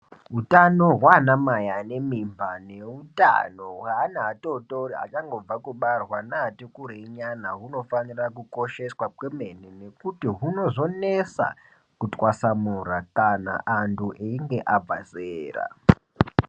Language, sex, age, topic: Ndau, male, 18-24, health